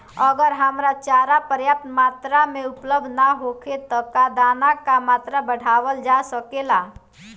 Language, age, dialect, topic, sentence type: Bhojpuri, 18-24, Southern / Standard, agriculture, question